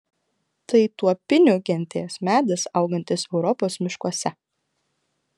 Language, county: Lithuanian, Klaipėda